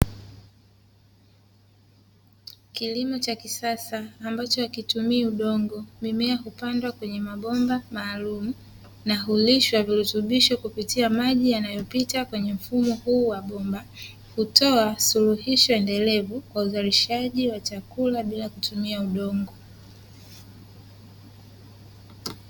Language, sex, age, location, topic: Swahili, female, 18-24, Dar es Salaam, agriculture